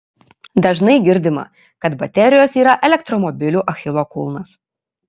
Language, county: Lithuanian, Kaunas